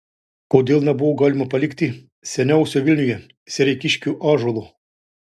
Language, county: Lithuanian, Klaipėda